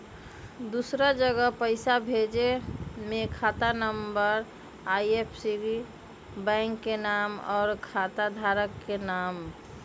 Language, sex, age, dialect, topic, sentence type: Magahi, female, 25-30, Western, banking, question